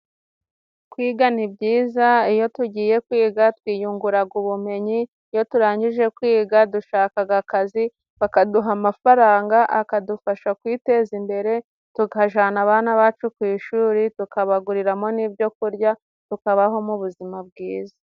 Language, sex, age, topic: Kinyarwanda, female, 25-35, education